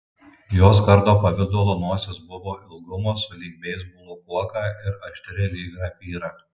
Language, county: Lithuanian, Tauragė